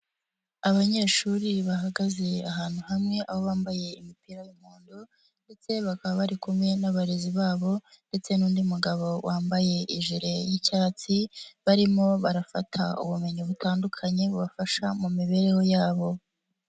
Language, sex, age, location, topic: Kinyarwanda, male, 50+, Nyagatare, education